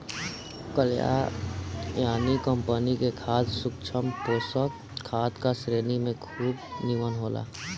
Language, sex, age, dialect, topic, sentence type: Bhojpuri, male, 18-24, Northern, agriculture, statement